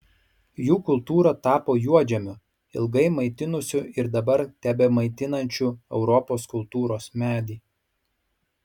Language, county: Lithuanian, Marijampolė